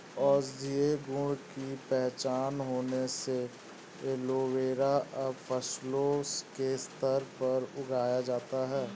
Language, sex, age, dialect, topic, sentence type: Hindi, male, 18-24, Awadhi Bundeli, agriculture, statement